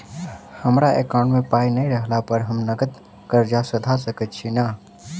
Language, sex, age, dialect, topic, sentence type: Maithili, male, 18-24, Southern/Standard, banking, question